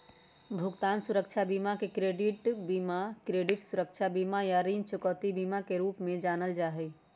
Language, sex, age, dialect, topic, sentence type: Magahi, female, 31-35, Western, banking, statement